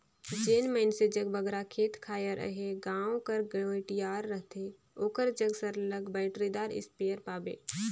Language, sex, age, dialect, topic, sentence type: Chhattisgarhi, female, 25-30, Northern/Bhandar, agriculture, statement